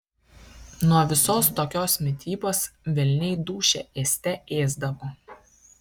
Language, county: Lithuanian, Kaunas